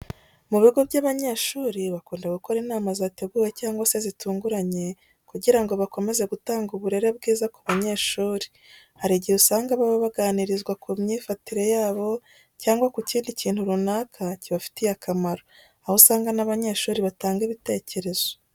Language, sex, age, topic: Kinyarwanda, female, 36-49, education